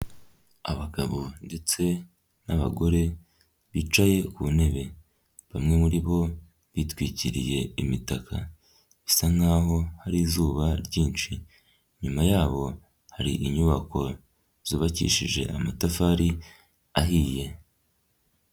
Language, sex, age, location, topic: Kinyarwanda, female, 50+, Nyagatare, health